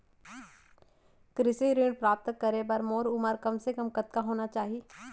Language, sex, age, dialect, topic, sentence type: Chhattisgarhi, female, 25-30, Central, banking, question